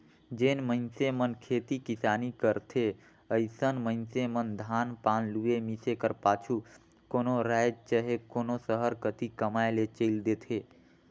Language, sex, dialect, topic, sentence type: Chhattisgarhi, male, Northern/Bhandar, agriculture, statement